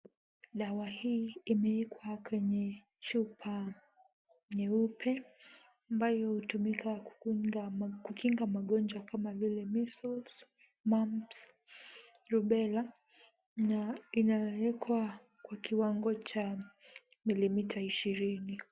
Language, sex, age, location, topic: Swahili, female, 18-24, Kisumu, health